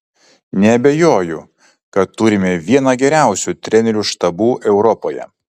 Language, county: Lithuanian, Kaunas